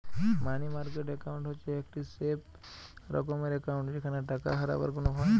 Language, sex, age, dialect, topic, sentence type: Bengali, male, 25-30, Western, banking, statement